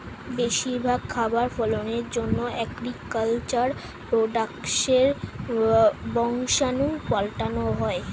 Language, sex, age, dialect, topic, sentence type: Bengali, female, 25-30, Standard Colloquial, agriculture, statement